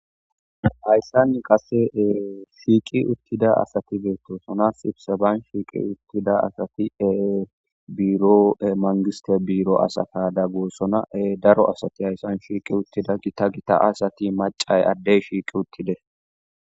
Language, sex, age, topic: Gamo, female, 18-24, government